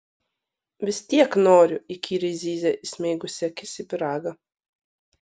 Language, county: Lithuanian, Panevėžys